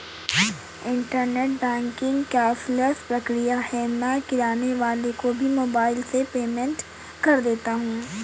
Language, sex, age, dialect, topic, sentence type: Hindi, female, 18-24, Awadhi Bundeli, banking, statement